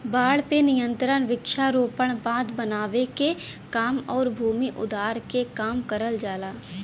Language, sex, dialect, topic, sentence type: Bhojpuri, female, Western, agriculture, statement